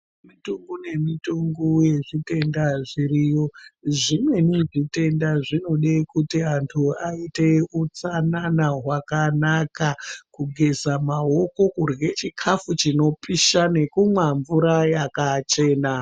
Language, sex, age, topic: Ndau, female, 36-49, health